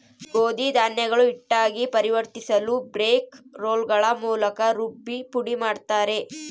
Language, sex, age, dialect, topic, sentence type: Kannada, female, 31-35, Central, agriculture, statement